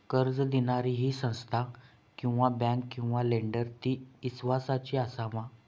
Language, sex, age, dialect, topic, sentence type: Marathi, male, 41-45, Southern Konkan, banking, question